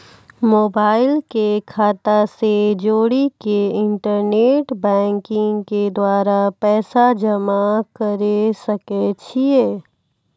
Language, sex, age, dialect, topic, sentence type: Maithili, female, 41-45, Angika, banking, question